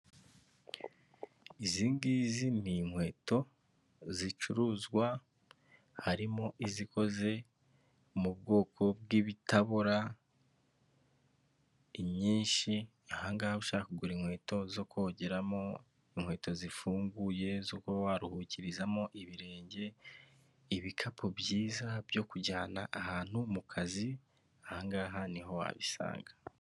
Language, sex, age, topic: Kinyarwanda, female, 18-24, finance